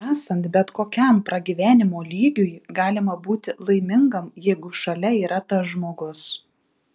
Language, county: Lithuanian, Šiauliai